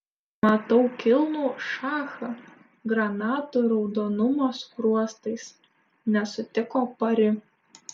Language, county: Lithuanian, Šiauliai